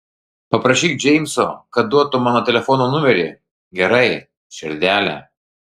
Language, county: Lithuanian, Klaipėda